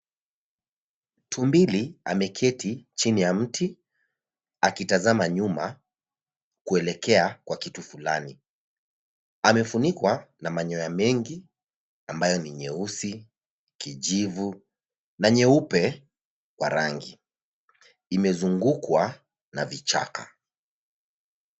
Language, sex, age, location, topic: Swahili, male, 25-35, Nairobi, government